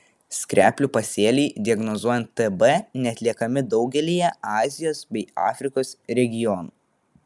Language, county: Lithuanian, Vilnius